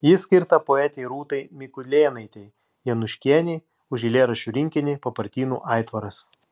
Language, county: Lithuanian, Klaipėda